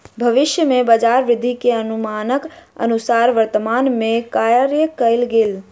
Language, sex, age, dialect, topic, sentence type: Maithili, female, 41-45, Southern/Standard, banking, statement